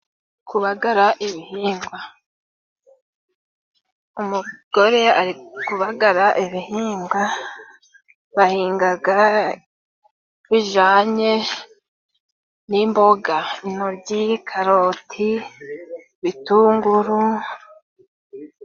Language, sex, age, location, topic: Kinyarwanda, female, 25-35, Musanze, agriculture